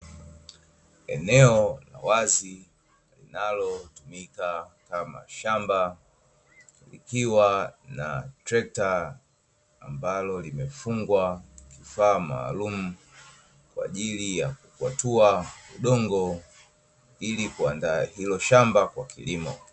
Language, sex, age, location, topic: Swahili, male, 25-35, Dar es Salaam, agriculture